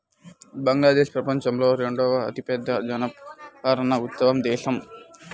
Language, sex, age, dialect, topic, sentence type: Telugu, male, 18-24, Central/Coastal, agriculture, statement